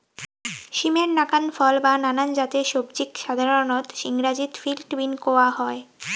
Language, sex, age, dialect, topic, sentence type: Bengali, female, 18-24, Rajbangshi, agriculture, statement